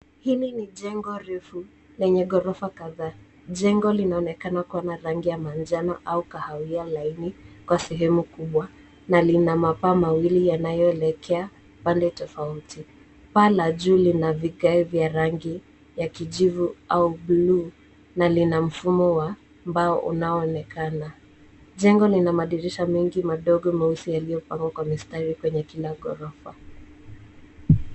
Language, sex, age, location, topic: Swahili, female, 18-24, Nairobi, finance